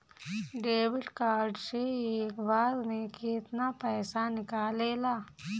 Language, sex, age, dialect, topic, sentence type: Bhojpuri, female, 31-35, Northern, banking, question